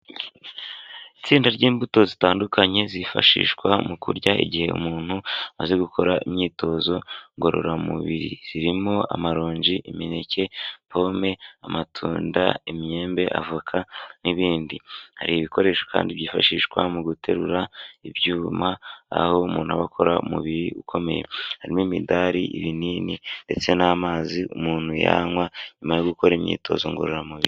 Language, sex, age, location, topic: Kinyarwanda, male, 18-24, Huye, health